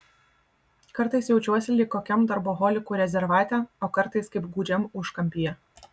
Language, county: Lithuanian, Vilnius